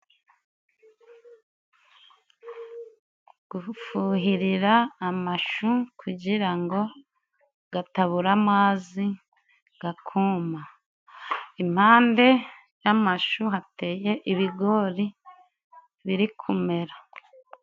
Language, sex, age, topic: Kinyarwanda, female, 25-35, agriculture